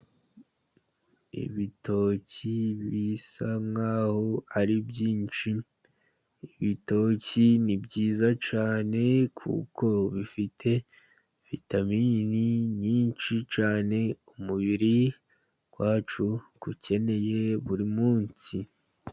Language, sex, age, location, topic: Kinyarwanda, male, 50+, Musanze, agriculture